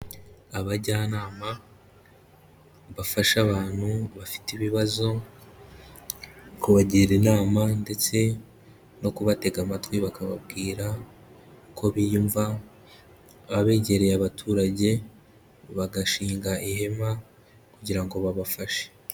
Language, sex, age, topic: Kinyarwanda, male, 25-35, health